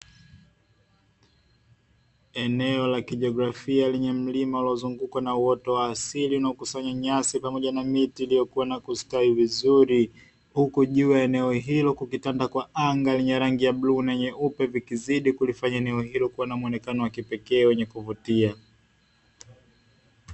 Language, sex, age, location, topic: Swahili, male, 25-35, Dar es Salaam, agriculture